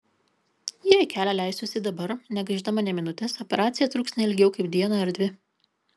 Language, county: Lithuanian, Kaunas